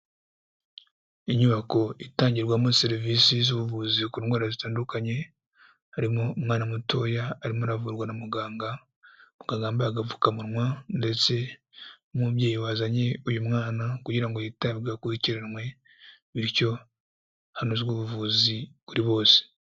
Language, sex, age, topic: Kinyarwanda, male, 18-24, health